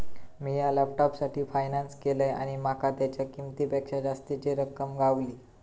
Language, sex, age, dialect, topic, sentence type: Marathi, female, 25-30, Southern Konkan, banking, statement